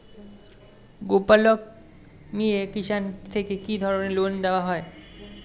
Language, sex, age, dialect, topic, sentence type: Bengali, male, 18-24, Standard Colloquial, agriculture, question